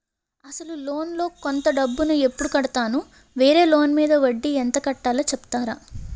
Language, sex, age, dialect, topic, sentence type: Telugu, female, 18-24, Utterandhra, banking, question